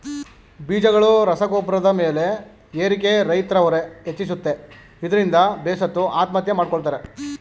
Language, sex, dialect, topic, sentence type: Kannada, male, Mysore Kannada, agriculture, statement